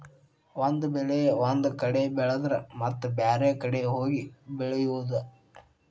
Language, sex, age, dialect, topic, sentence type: Kannada, male, 18-24, Dharwad Kannada, agriculture, statement